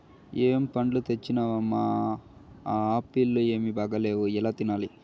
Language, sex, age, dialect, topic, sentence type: Telugu, male, 51-55, Southern, agriculture, statement